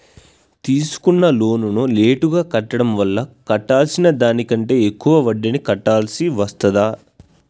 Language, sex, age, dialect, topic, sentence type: Telugu, male, 18-24, Telangana, banking, question